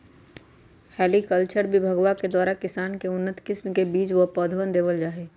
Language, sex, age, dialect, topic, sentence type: Magahi, female, 31-35, Western, agriculture, statement